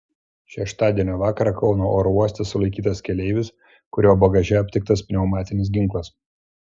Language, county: Lithuanian, Klaipėda